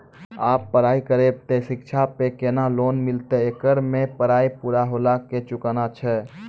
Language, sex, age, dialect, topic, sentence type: Maithili, male, 18-24, Angika, banking, question